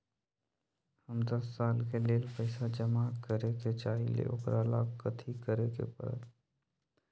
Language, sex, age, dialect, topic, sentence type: Magahi, male, 18-24, Western, banking, question